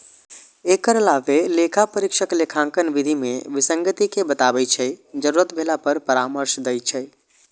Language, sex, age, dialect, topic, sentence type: Maithili, male, 25-30, Eastern / Thethi, banking, statement